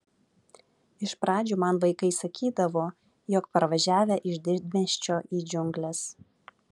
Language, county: Lithuanian, Vilnius